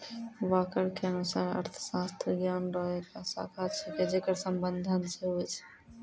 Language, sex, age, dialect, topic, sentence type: Maithili, female, 31-35, Angika, banking, statement